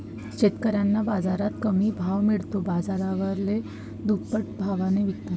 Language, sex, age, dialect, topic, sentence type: Marathi, female, 18-24, Varhadi, agriculture, statement